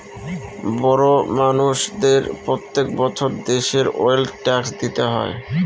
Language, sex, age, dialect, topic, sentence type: Bengali, male, 36-40, Northern/Varendri, banking, statement